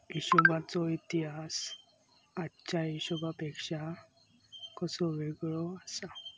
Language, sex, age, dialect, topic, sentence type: Marathi, male, 18-24, Southern Konkan, banking, statement